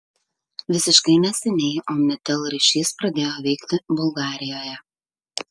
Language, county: Lithuanian, Kaunas